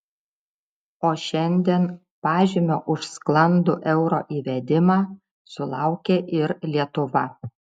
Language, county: Lithuanian, Šiauliai